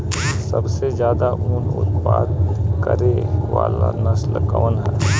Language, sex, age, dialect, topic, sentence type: Bhojpuri, female, 25-30, Southern / Standard, agriculture, question